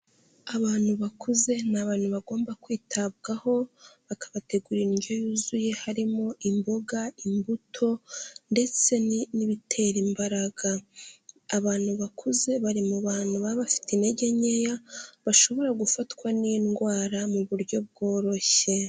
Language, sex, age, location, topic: Kinyarwanda, female, 18-24, Kigali, health